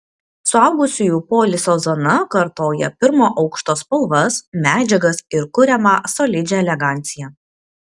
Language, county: Lithuanian, Kaunas